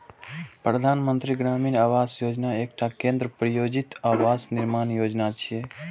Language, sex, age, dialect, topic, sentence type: Maithili, male, 18-24, Eastern / Thethi, agriculture, statement